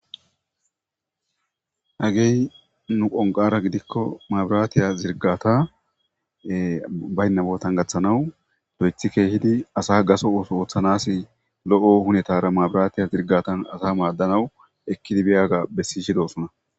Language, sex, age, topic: Gamo, male, 25-35, government